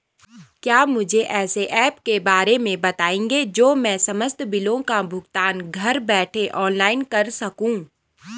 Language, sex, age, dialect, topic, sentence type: Hindi, female, 18-24, Garhwali, banking, question